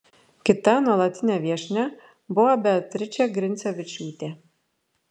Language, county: Lithuanian, Klaipėda